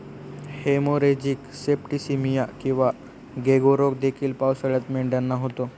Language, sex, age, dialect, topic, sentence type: Marathi, male, 18-24, Standard Marathi, agriculture, statement